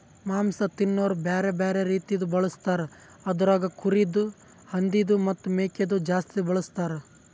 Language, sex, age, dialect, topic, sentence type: Kannada, male, 18-24, Northeastern, agriculture, statement